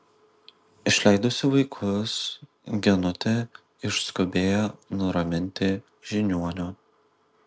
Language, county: Lithuanian, Vilnius